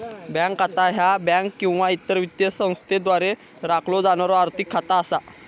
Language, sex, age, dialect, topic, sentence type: Marathi, male, 41-45, Southern Konkan, banking, statement